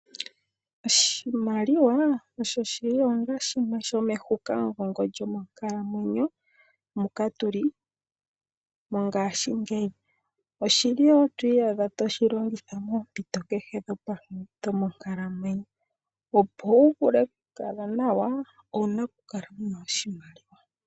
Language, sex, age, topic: Oshiwambo, female, 25-35, finance